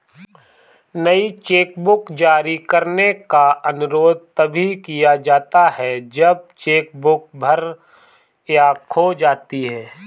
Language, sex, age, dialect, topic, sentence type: Hindi, male, 25-30, Awadhi Bundeli, banking, statement